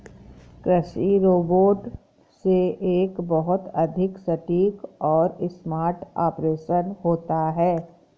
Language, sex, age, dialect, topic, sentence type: Hindi, female, 51-55, Awadhi Bundeli, agriculture, statement